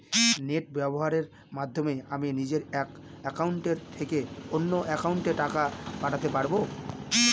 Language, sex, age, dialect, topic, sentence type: Bengali, male, 25-30, Northern/Varendri, banking, question